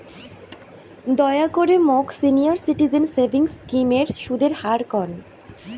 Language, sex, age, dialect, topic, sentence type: Bengali, female, 18-24, Rajbangshi, banking, statement